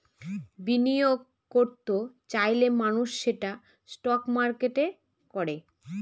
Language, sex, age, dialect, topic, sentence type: Bengali, female, 36-40, Northern/Varendri, banking, statement